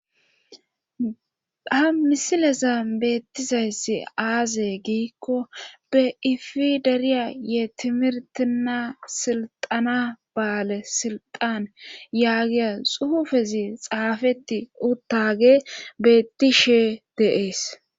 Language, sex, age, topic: Gamo, female, 25-35, government